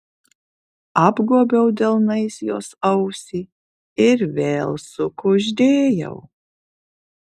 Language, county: Lithuanian, Kaunas